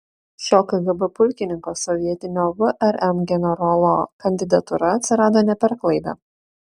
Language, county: Lithuanian, Šiauliai